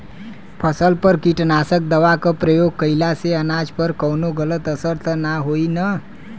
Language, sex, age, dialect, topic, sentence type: Bhojpuri, male, 25-30, Western, agriculture, question